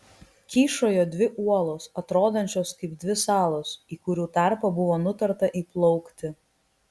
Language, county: Lithuanian, Kaunas